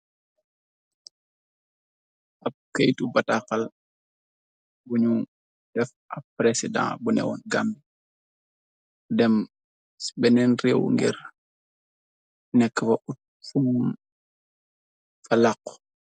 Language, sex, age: Wolof, male, 25-35